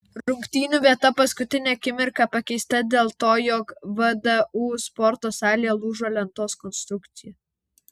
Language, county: Lithuanian, Vilnius